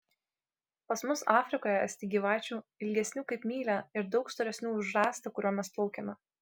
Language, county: Lithuanian, Kaunas